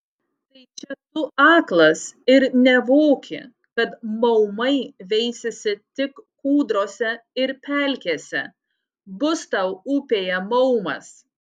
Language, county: Lithuanian, Utena